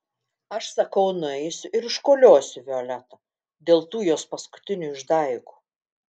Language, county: Lithuanian, Telšiai